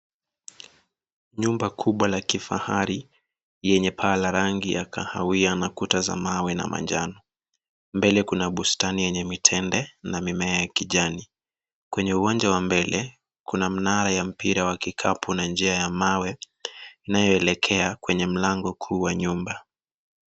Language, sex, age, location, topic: Swahili, male, 25-35, Nairobi, finance